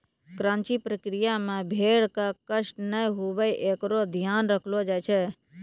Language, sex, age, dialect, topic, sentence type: Maithili, female, 18-24, Angika, agriculture, statement